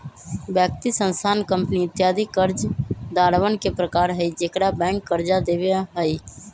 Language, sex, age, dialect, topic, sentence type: Magahi, female, 18-24, Western, banking, statement